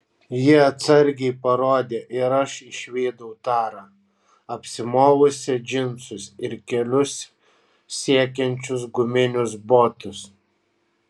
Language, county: Lithuanian, Kaunas